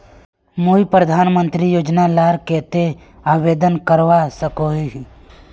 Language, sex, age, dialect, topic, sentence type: Magahi, male, 18-24, Northeastern/Surjapuri, banking, question